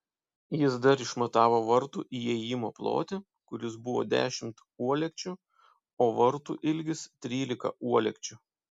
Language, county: Lithuanian, Panevėžys